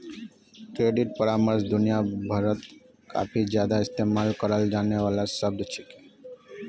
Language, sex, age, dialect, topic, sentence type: Magahi, male, 25-30, Northeastern/Surjapuri, banking, statement